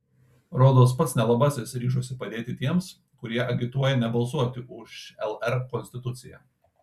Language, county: Lithuanian, Kaunas